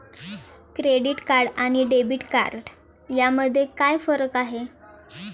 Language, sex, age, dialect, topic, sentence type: Marathi, female, 18-24, Standard Marathi, banking, question